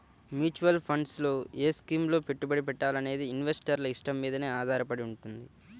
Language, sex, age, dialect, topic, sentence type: Telugu, male, 18-24, Central/Coastal, banking, statement